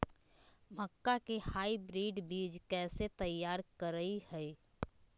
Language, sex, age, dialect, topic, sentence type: Magahi, female, 25-30, Southern, agriculture, question